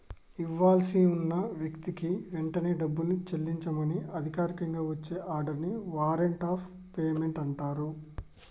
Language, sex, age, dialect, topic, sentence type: Telugu, male, 25-30, Telangana, banking, statement